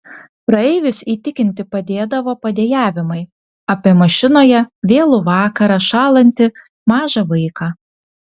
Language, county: Lithuanian, Vilnius